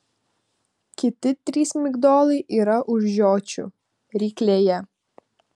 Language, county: Lithuanian, Vilnius